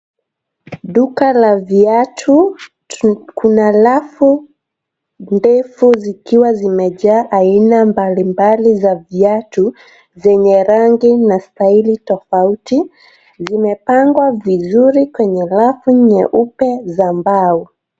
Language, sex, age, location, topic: Swahili, female, 18-24, Nairobi, finance